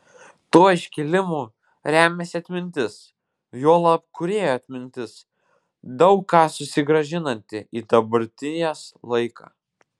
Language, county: Lithuanian, Vilnius